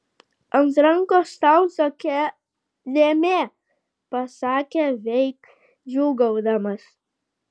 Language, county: Lithuanian, Vilnius